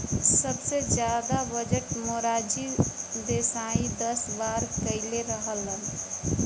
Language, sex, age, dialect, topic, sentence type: Bhojpuri, female, 18-24, Western, banking, statement